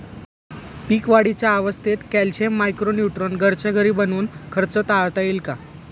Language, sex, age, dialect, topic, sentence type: Marathi, male, 18-24, Standard Marathi, agriculture, question